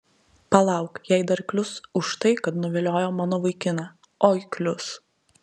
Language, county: Lithuanian, Telšiai